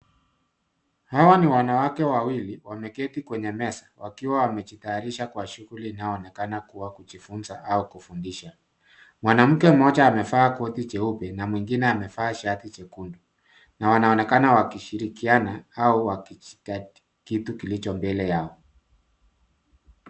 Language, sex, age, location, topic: Swahili, male, 50+, Nairobi, education